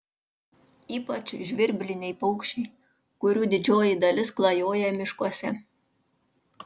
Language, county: Lithuanian, Panevėžys